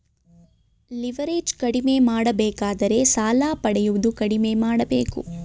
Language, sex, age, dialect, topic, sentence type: Kannada, female, 25-30, Mysore Kannada, banking, statement